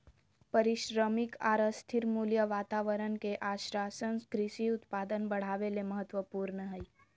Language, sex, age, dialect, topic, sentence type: Magahi, female, 18-24, Southern, agriculture, statement